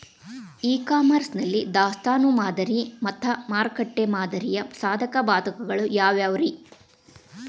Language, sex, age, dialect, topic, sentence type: Kannada, female, 36-40, Dharwad Kannada, agriculture, question